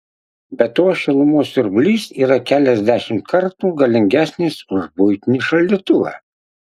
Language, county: Lithuanian, Utena